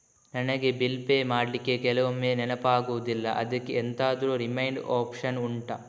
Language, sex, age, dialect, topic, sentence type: Kannada, male, 18-24, Coastal/Dakshin, banking, question